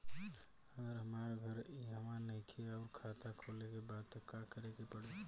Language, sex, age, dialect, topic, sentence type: Bhojpuri, male, 18-24, Southern / Standard, banking, question